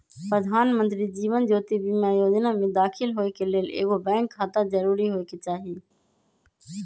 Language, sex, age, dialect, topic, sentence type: Magahi, male, 25-30, Western, banking, statement